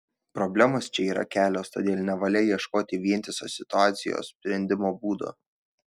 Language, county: Lithuanian, Šiauliai